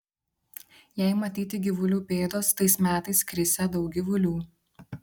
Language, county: Lithuanian, Šiauliai